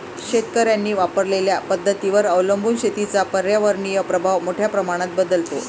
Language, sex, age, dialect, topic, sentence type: Marathi, female, 56-60, Varhadi, agriculture, statement